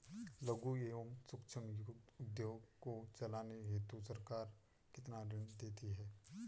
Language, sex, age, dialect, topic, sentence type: Hindi, male, 25-30, Garhwali, banking, question